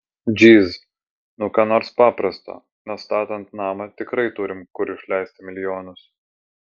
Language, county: Lithuanian, Vilnius